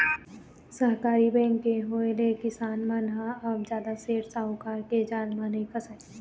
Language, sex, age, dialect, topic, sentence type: Chhattisgarhi, female, 18-24, Eastern, banking, statement